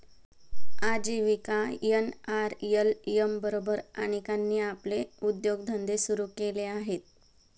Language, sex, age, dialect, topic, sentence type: Marathi, female, 25-30, Standard Marathi, banking, statement